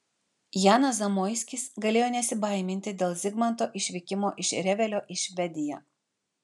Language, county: Lithuanian, Vilnius